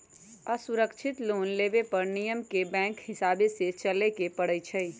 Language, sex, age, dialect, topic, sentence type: Magahi, female, 31-35, Western, banking, statement